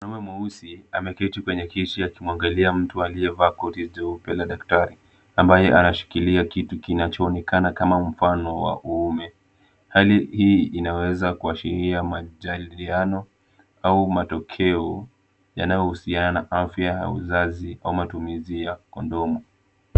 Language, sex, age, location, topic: Swahili, male, 18-24, Kisumu, health